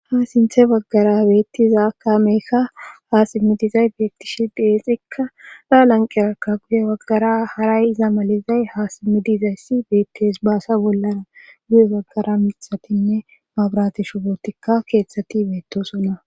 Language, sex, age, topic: Gamo, male, 18-24, government